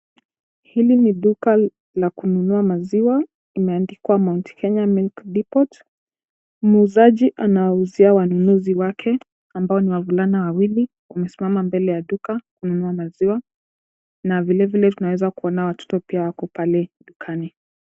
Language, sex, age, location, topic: Swahili, female, 18-24, Kisumu, finance